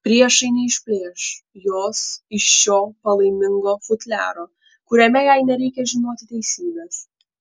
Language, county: Lithuanian, Panevėžys